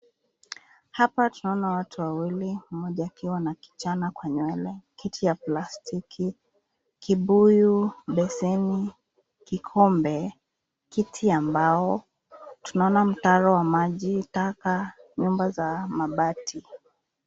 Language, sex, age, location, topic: Swahili, female, 25-35, Nairobi, health